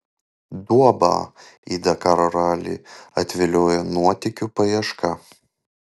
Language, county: Lithuanian, Panevėžys